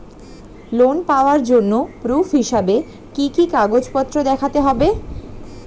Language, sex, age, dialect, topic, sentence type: Bengali, female, 18-24, Standard Colloquial, banking, statement